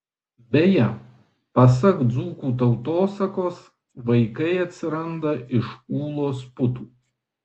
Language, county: Lithuanian, Vilnius